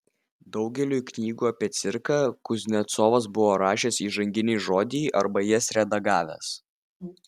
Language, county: Lithuanian, Vilnius